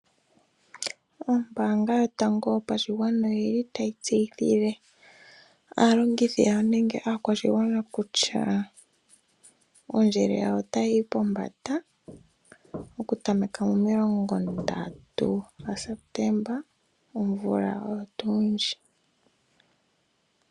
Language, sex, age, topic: Oshiwambo, female, 18-24, finance